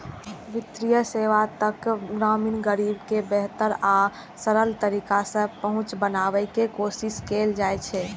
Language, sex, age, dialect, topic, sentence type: Maithili, female, 18-24, Eastern / Thethi, banking, statement